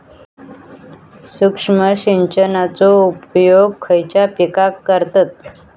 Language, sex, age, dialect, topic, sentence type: Marathi, female, 18-24, Southern Konkan, agriculture, question